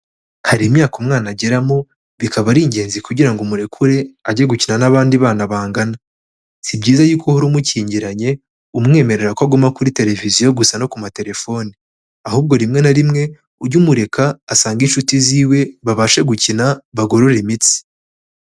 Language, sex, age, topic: Kinyarwanda, male, 18-24, health